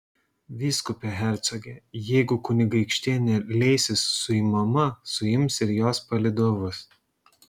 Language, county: Lithuanian, Šiauliai